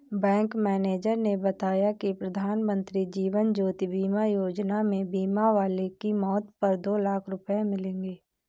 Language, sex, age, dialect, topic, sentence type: Hindi, female, 18-24, Awadhi Bundeli, banking, statement